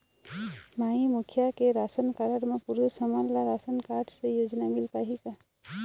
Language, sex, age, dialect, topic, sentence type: Chhattisgarhi, female, 25-30, Eastern, banking, question